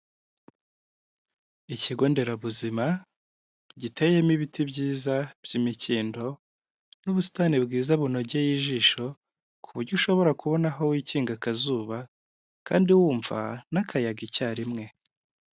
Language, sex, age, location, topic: Kinyarwanda, male, 18-24, Kigali, government